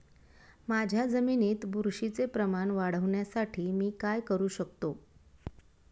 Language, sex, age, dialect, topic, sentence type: Marathi, female, 31-35, Standard Marathi, agriculture, question